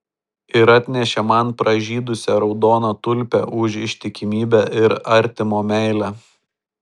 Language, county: Lithuanian, Šiauliai